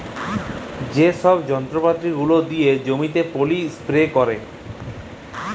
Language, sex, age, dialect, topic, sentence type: Bengali, male, 25-30, Jharkhandi, agriculture, statement